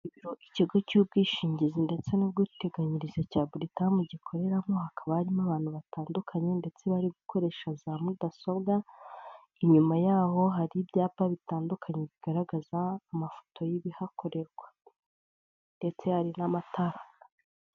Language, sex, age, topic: Kinyarwanda, female, 25-35, finance